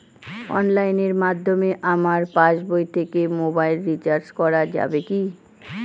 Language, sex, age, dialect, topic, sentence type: Bengali, female, 18-24, Northern/Varendri, banking, question